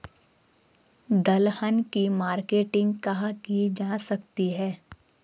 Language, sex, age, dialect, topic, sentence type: Hindi, female, 25-30, Garhwali, agriculture, question